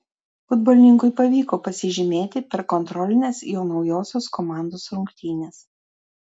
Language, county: Lithuanian, Telšiai